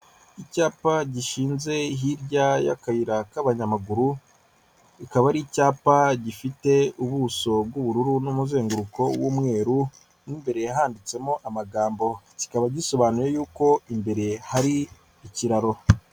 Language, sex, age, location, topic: Kinyarwanda, male, 25-35, Kigali, government